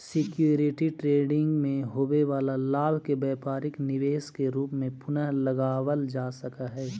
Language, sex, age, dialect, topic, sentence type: Magahi, male, 25-30, Central/Standard, banking, statement